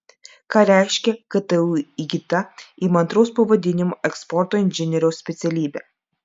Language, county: Lithuanian, Klaipėda